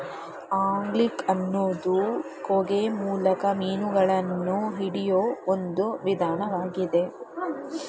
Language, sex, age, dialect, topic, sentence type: Kannada, female, 25-30, Mysore Kannada, agriculture, statement